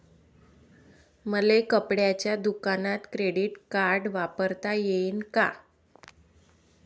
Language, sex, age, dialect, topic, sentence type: Marathi, female, 25-30, Varhadi, banking, question